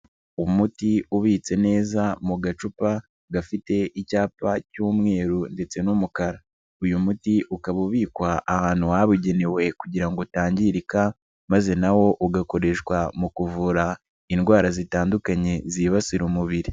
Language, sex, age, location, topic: Kinyarwanda, male, 25-35, Nyagatare, health